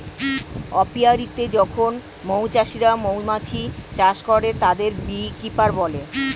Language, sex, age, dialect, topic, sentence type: Bengali, male, 41-45, Standard Colloquial, agriculture, statement